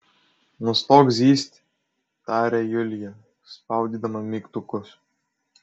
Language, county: Lithuanian, Kaunas